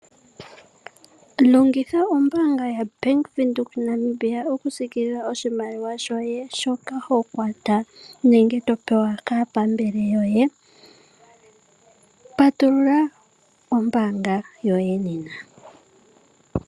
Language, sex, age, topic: Oshiwambo, female, 18-24, finance